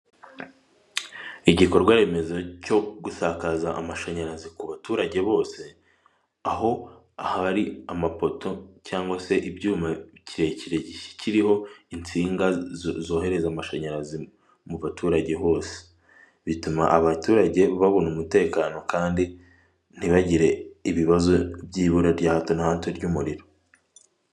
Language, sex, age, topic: Kinyarwanda, male, 18-24, government